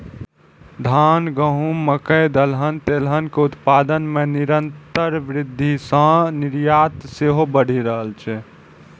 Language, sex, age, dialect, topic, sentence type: Maithili, male, 18-24, Eastern / Thethi, agriculture, statement